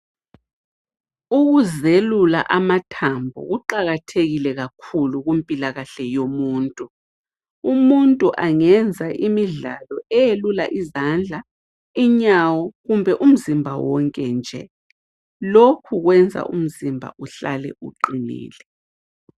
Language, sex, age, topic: North Ndebele, female, 36-49, health